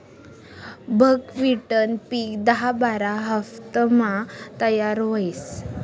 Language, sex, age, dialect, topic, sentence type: Marathi, female, 18-24, Northern Konkan, agriculture, statement